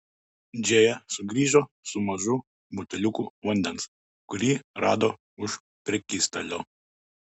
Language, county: Lithuanian, Utena